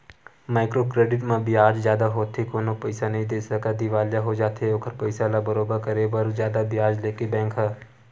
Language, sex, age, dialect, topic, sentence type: Chhattisgarhi, male, 18-24, Western/Budati/Khatahi, banking, statement